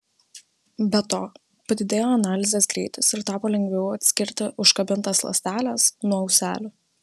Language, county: Lithuanian, Vilnius